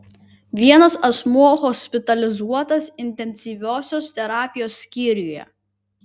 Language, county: Lithuanian, Vilnius